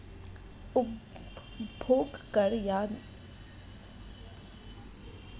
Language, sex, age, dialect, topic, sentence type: Hindi, female, 25-30, Hindustani Malvi Khadi Boli, banking, statement